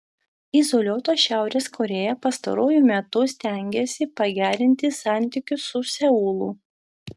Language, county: Lithuanian, Vilnius